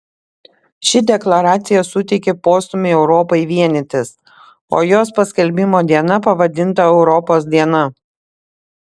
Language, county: Lithuanian, Panevėžys